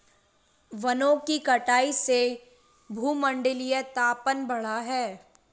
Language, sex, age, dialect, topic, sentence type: Hindi, female, 18-24, Marwari Dhudhari, agriculture, statement